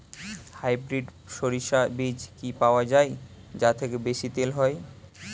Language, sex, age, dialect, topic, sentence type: Bengali, male, 18-24, Western, agriculture, question